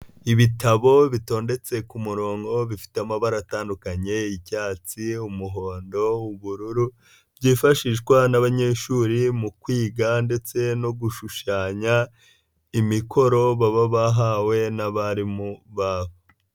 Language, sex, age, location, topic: Kinyarwanda, male, 25-35, Nyagatare, education